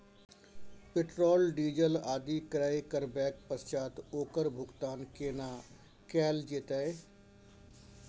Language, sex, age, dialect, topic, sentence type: Maithili, male, 41-45, Bajjika, banking, question